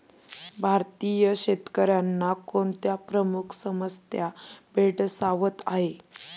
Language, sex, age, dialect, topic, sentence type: Marathi, female, 18-24, Standard Marathi, agriculture, question